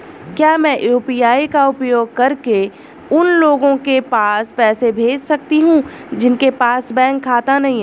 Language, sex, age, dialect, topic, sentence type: Hindi, male, 36-40, Hindustani Malvi Khadi Boli, banking, question